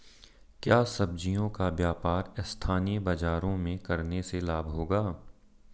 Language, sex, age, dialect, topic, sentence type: Hindi, male, 31-35, Marwari Dhudhari, agriculture, question